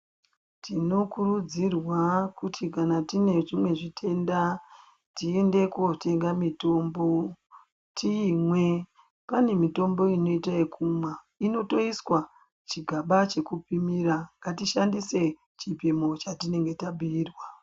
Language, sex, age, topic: Ndau, female, 25-35, health